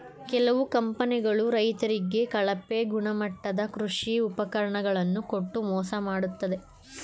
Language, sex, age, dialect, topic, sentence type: Kannada, male, 25-30, Mysore Kannada, agriculture, statement